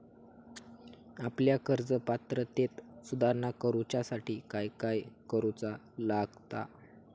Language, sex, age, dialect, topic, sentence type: Marathi, male, 18-24, Southern Konkan, banking, question